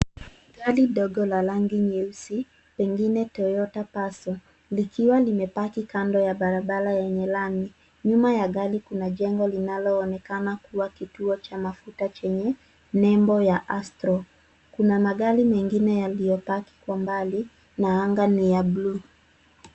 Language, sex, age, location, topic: Swahili, female, 18-24, Nairobi, finance